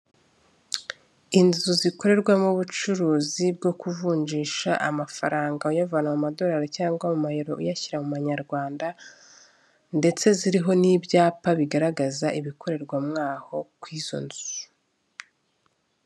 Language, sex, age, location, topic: Kinyarwanda, female, 25-35, Kigali, finance